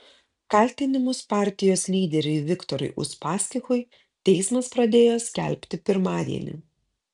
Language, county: Lithuanian, Kaunas